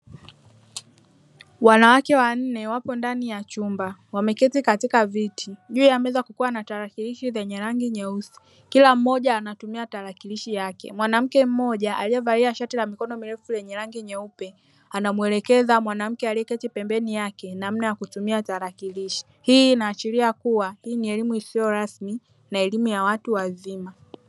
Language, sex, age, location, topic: Swahili, female, 25-35, Dar es Salaam, education